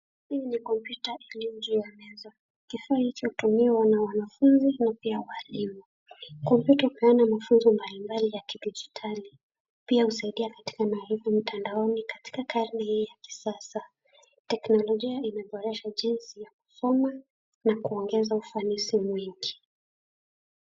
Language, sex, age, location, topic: Swahili, female, 18-24, Kisii, education